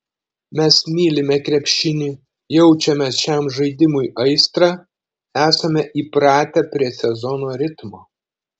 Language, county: Lithuanian, Šiauliai